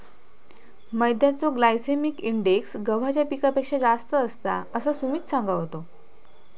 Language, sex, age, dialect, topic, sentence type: Marathi, female, 18-24, Southern Konkan, agriculture, statement